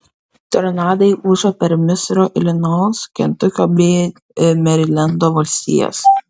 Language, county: Lithuanian, Kaunas